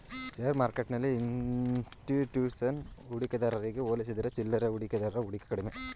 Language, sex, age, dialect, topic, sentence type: Kannada, male, 31-35, Mysore Kannada, banking, statement